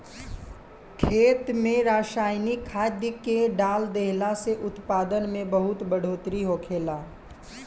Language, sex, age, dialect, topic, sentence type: Bhojpuri, male, 18-24, Southern / Standard, agriculture, statement